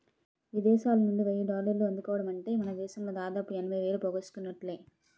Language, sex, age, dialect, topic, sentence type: Telugu, female, 18-24, Utterandhra, banking, statement